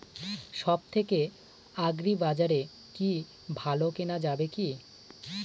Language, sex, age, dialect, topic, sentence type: Bengali, male, 18-24, Northern/Varendri, agriculture, question